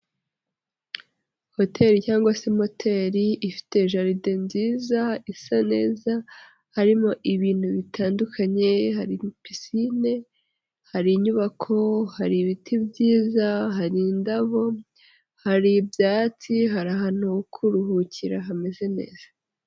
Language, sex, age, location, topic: Kinyarwanda, female, 25-35, Nyagatare, finance